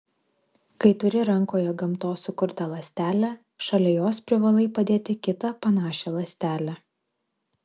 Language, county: Lithuanian, Vilnius